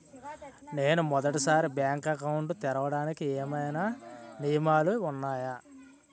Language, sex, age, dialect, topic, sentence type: Telugu, male, 36-40, Utterandhra, banking, question